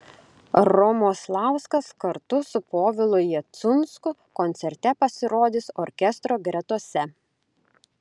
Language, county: Lithuanian, Klaipėda